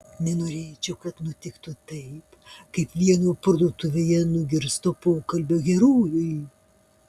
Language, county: Lithuanian, Panevėžys